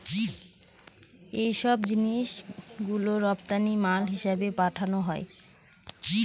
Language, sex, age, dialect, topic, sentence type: Bengali, female, 18-24, Northern/Varendri, banking, statement